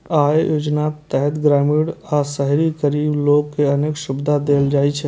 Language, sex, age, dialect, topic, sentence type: Maithili, male, 18-24, Eastern / Thethi, banking, statement